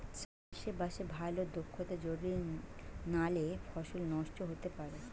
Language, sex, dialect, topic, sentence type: Bengali, female, Western, agriculture, statement